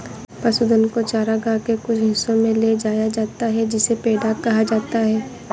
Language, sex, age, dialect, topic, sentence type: Hindi, female, 25-30, Awadhi Bundeli, agriculture, statement